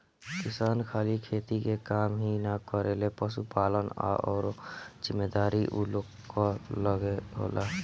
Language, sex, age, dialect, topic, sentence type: Bhojpuri, male, 18-24, Northern, agriculture, statement